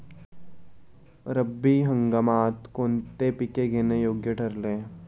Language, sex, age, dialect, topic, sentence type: Marathi, male, 18-24, Standard Marathi, agriculture, question